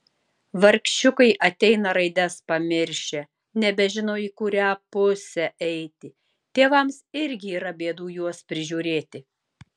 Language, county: Lithuanian, Tauragė